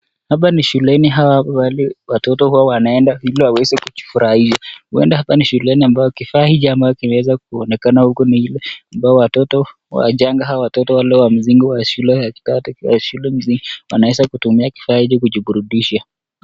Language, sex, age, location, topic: Swahili, male, 25-35, Nakuru, education